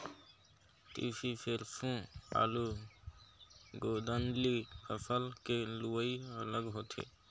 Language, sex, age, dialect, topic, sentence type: Chhattisgarhi, male, 60-100, Northern/Bhandar, agriculture, statement